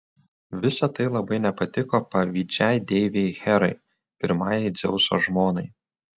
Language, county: Lithuanian, Utena